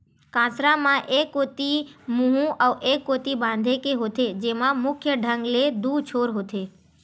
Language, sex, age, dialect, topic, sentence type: Chhattisgarhi, female, 25-30, Western/Budati/Khatahi, agriculture, statement